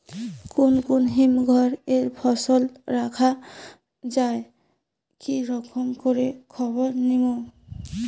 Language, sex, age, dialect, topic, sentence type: Bengali, female, 18-24, Rajbangshi, agriculture, question